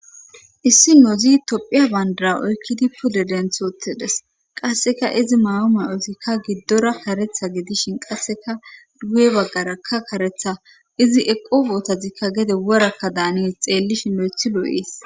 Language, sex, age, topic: Gamo, female, 25-35, government